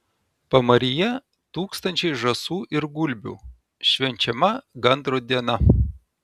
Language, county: Lithuanian, Telšiai